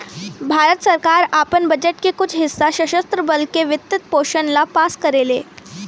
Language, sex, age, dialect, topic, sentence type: Bhojpuri, female, <18, Southern / Standard, banking, statement